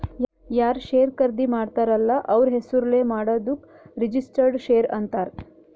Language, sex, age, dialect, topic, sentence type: Kannada, female, 18-24, Northeastern, banking, statement